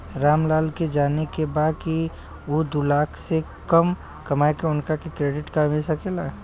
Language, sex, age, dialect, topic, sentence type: Bhojpuri, male, 25-30, Western, banking, question